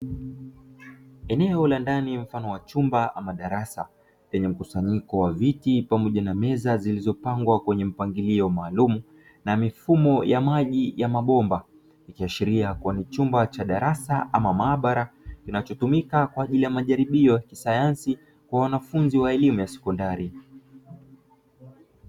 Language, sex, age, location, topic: Swahili, male, 25-35, Dar es Salaam, education